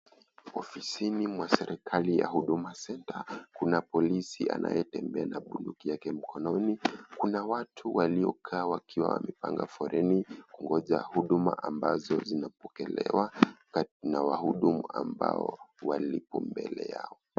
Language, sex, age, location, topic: Swahili, male, 25-35, Kisii, government